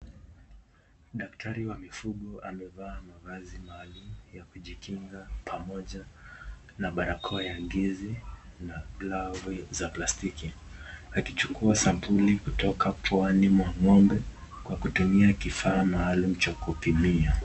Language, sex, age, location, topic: Swahili, male, 18-24, Nakuru, health